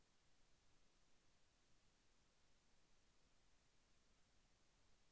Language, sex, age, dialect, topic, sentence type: Telugu, male, 25-30, Central/Coastal, agriculture, question